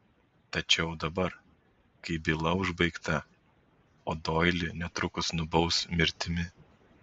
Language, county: Lithuanian, Vilnius